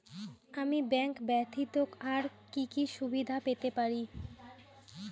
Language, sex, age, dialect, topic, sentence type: Bengali, female, 25-30, Rajbangshi, banking, question